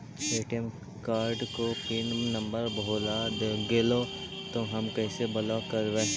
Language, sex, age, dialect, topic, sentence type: Magahi, male, 25-30, Central/Standard, banking, question